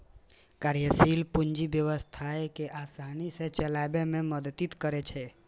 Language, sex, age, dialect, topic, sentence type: Maithili, male, 18-24, Eastern / Thethi, banking, statement